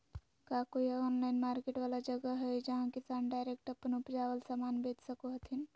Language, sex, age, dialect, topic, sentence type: Magahi, female, 18-24, Southern, agriculture, statement